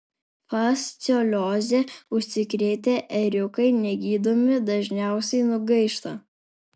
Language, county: Lithuanian, Alytus